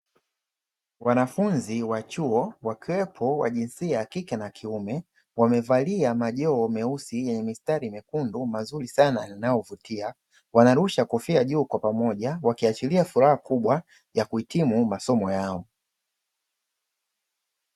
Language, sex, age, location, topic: Swahili, male, 25-35, Dar es Salaam, education